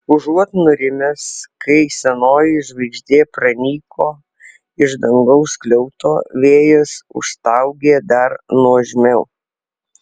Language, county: Lithuanian, Alytus